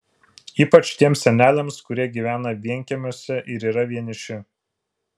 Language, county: Lithuanian, Vilnius